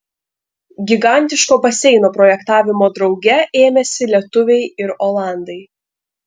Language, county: Lithuanian, Panevėžys